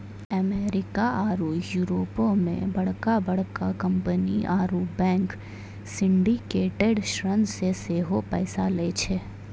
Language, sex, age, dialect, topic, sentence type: Maithili, female, 41-45, Angika, banking, statement